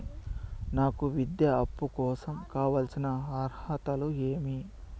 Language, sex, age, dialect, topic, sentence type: Telugu, male, 25-30, Southern, banking, question